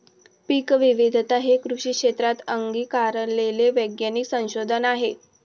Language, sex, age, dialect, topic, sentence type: Marathi, female, 18-24, Standard Marathi, agriculture, statement